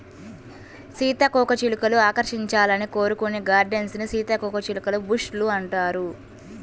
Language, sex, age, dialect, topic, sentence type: Telugu, female, 18-24, Central/Coastal, agriculture, statement